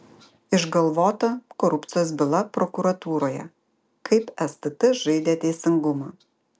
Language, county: Lithuanian, Vilnius